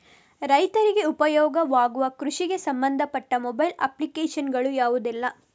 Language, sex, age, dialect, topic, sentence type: Kannada, female, 18-24, Coastal/Dakshin, agriculture, question